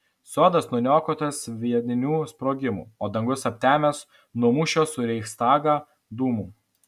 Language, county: Lithuanian, Alytus